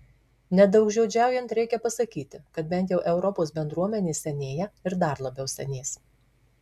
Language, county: Lithuanian, Marijampolė